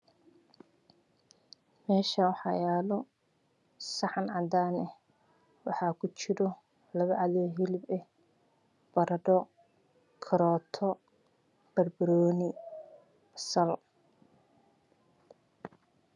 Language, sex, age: Somali, female, 25-35